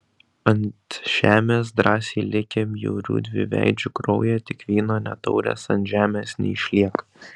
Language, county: Lithuanian, Kaunas